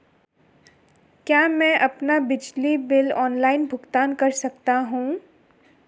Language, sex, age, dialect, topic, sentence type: Hindi, female, 18-24, Marwari Dhudhari, banking, question